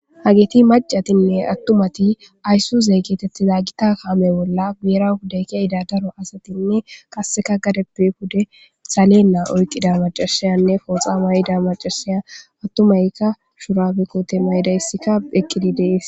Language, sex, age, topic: Gamo, female, 18-24, government